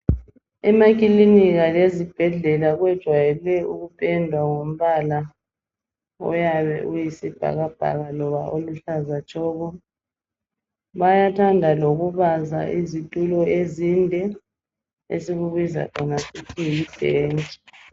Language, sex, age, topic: North Ndebele, female, 25-35, health